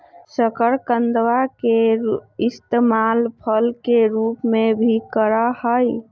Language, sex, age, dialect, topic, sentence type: Magahi, male, 25-30, Western, agriculture, statement